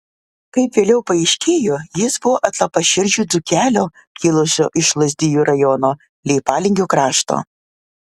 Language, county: Lithuanian, Vilnius